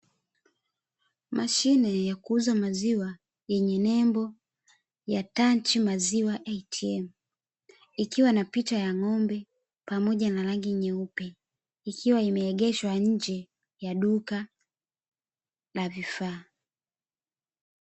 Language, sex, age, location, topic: Swahili, female, 25-35, Dar es Salaam, finance